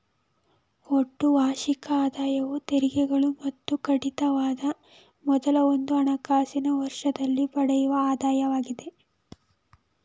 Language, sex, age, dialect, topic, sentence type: Kannada, female, 18-24, Mysore Kannada, banking, statement